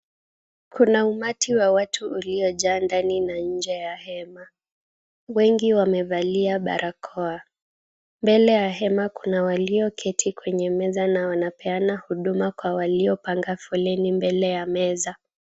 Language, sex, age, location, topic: Swahili, female, 18-24, Kisumu, government